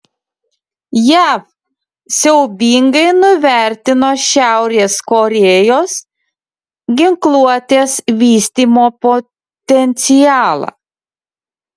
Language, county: Lithuanian, Utena